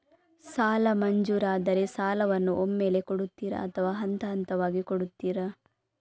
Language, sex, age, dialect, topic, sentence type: Kannada, female, 25-30, Coastal/Dakshin, banking, question